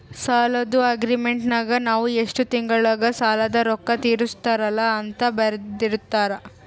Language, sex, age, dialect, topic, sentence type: Kannada, female, 18-24, Central, banking, statement